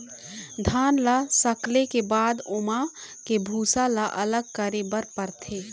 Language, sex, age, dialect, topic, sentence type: Chhattisgarhi, female, 18-24, Eastern, agriculture, statement